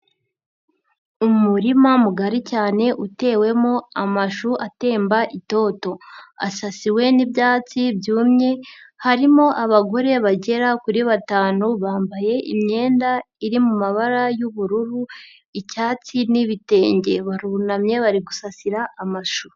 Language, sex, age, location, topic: Kinyarwanda, female, 50+, Nyagatare, agriculture